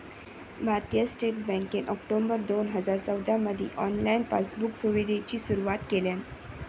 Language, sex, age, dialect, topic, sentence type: Marathi, female, 46-50, Southern Konkan, banking, statement